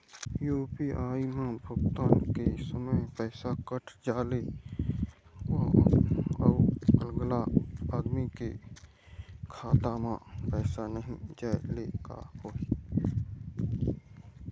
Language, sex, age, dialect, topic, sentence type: Chhattisgarhi, male, 51-55, Eastern, banking, question